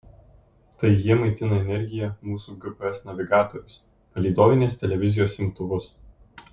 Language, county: Lithuanian, Kaunas